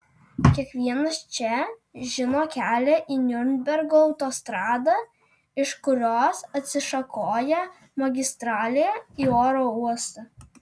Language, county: Lithuanian, Alytus